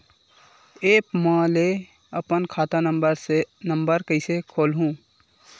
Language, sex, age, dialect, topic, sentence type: Chhattisgarhi, male, 18-24, Western/Budati/Khatahi, banking, question